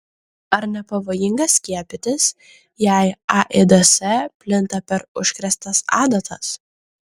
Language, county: Lithuanian, Kaunas